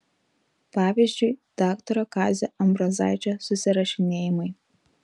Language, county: Lithuanian, Telšiai